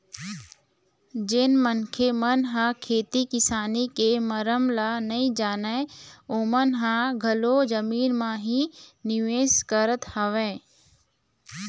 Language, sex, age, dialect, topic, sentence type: Chhattisgarhi, female, 25-30, Eastern, banking, statement